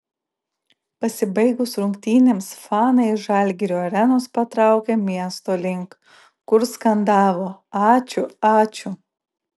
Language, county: Lithuanian, Klaipėda